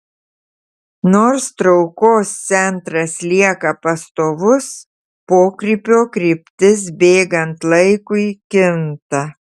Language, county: Lithuanian, Tauragė